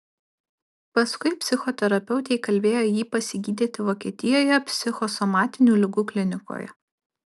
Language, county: Lithuanian, Alytus